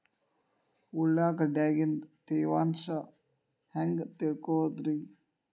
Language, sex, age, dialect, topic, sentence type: Kannada, male, 18-24, Dharwad Kannada, agriculture, question